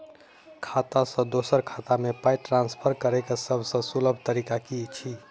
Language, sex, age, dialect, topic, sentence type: Maithili, male, 25-30, Southern/Standard, banking, question